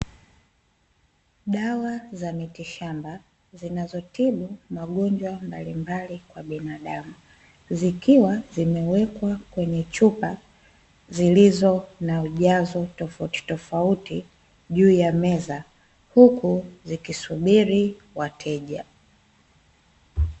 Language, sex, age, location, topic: Swahili, female, 25-35, Dar es Salaam, health